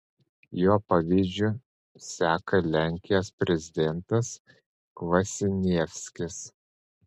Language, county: Lithuanian, Panevėžys